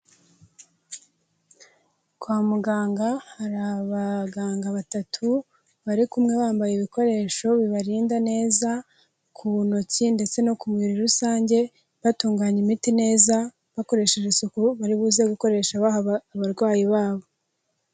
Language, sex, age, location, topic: Kinyarwanda, female, 18-24, Kigali, health